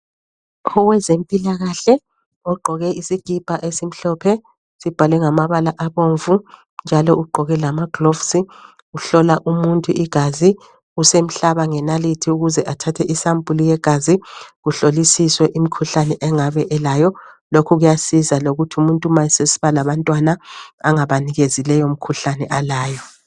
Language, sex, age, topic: North Ndebele, female, 50+, health